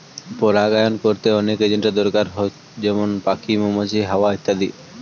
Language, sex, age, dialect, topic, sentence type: Bengali, male, 18-24, Western, agriculture, statement